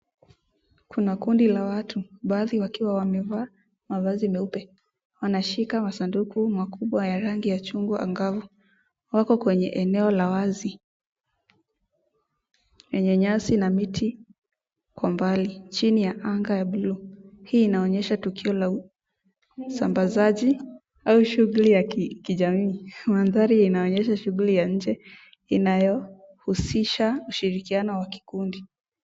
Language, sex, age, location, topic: Swahili, female, 18-24, Nakuru, health